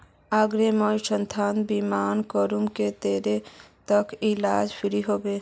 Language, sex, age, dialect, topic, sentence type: Magahi, female, 41-45, Northeastern/Surjapuri, banking, question